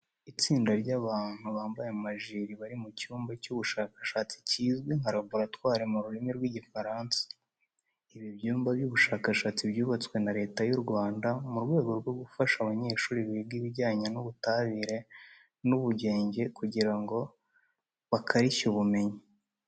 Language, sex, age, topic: Kinyarwanda, male, 18-24, education